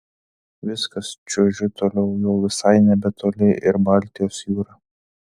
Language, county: Lithuanian, Telšiai